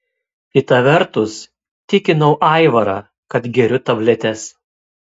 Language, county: Lithuanian, Kaunas